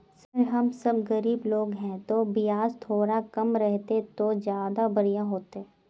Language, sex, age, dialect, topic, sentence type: Magahi, female, 18-24, Northeastern/Surjapuri, banking, question